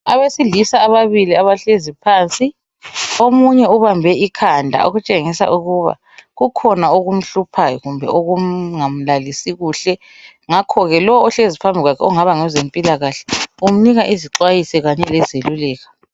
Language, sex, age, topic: North Ndebele, male, 18-24, health